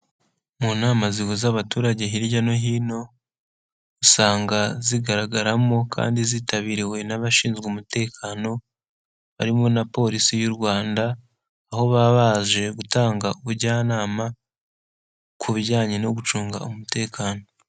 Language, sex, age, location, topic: Kinyarwanda, male, 18-24, Nyagatare, government